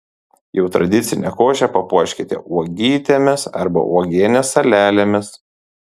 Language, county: Lithuanian, Panevėžys